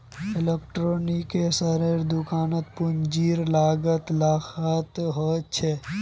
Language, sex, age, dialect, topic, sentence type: Magahi, male, 18-24, Northeastern/Surjapuri, banking, statement